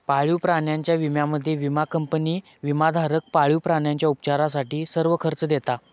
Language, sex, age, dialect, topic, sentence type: Marathi, male, 18-24, Southern Konkan, banking, statement